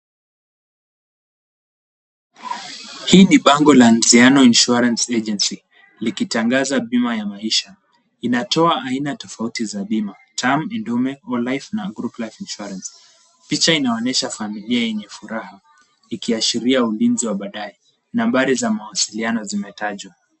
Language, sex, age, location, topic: Swahili, male, 18-24, Kisumu, finance